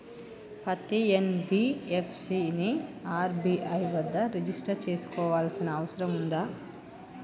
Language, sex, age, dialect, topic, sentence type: Telugu, female, 31-35, Telangana, banking, question